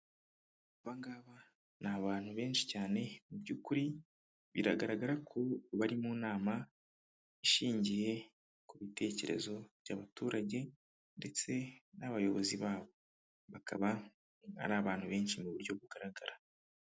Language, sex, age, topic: Kinyarwanda, male, 25-35, government